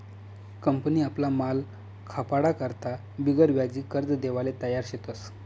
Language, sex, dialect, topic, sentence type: Marathi, male, Northern Konkan, banking, statement